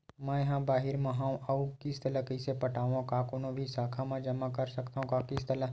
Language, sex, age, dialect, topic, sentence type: Chhattisgarhi, male, 18-24, Western/Budati/Khatahi, banking, question